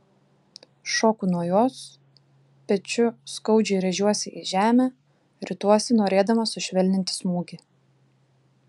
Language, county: Lithuanian, Klaipėda